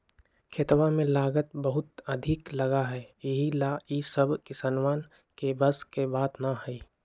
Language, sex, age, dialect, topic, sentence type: Magahi, male, 18-24, Western, agriculture, statement